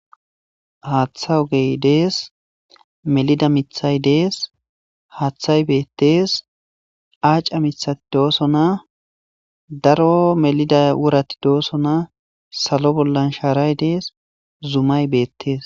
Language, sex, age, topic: Gamo, male, 25-35, government